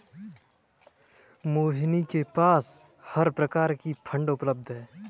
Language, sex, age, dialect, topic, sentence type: Hindi, male, 18-24, Kanauji Braj Bhasha, banking, statement